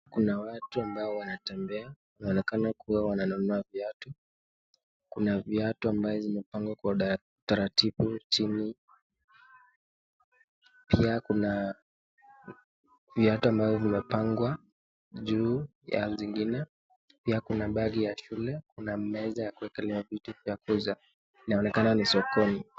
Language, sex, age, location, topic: Swahili, male, 18-24, Nakuru, finance